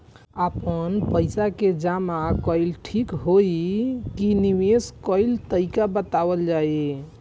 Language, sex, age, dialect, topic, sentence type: Bhojpuri, male, 18-24, Northern, banking, question